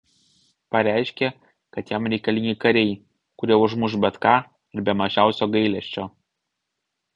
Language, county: Lithuanian, Vilnius